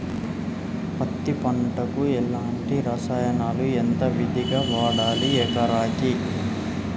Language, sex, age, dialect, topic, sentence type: Telugu, male, 18-24, Telangana, agriculture, question